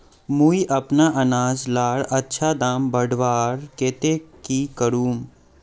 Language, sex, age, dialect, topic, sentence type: Magahi, male, 18-24, Northeastern/Surjapuri, agriculture, question